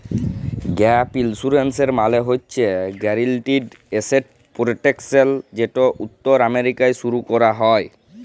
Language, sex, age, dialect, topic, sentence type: Bengali, female, 36-40, Jharkhandi, banking, statement